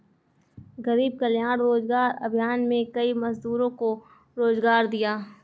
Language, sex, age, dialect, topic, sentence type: Hindi, female, 18-24, Kanauji Braj Bhasha, banking, statement